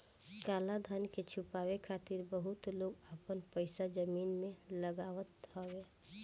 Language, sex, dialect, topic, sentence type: Bhojpuri, female, Northern, banking, statement